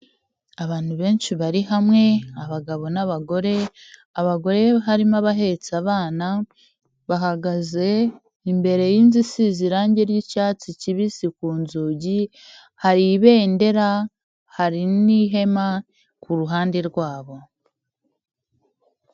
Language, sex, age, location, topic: Kinyarwanda, female, 25-35, Huye, health